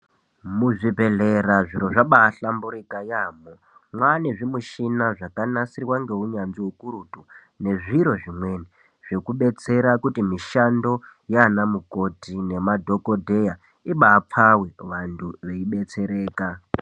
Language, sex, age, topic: Ndau, female, 18-24, health